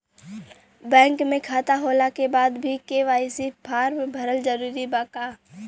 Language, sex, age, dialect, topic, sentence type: Bhojpuri, female, 25-30, Western, banking, question